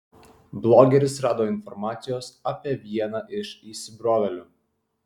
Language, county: Lithuanian, Kaunas